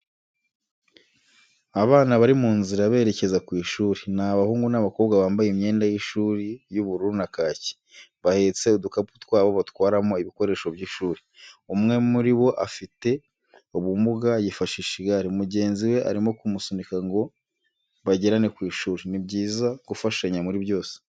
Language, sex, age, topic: Kinyarwanda, male, 25-35, education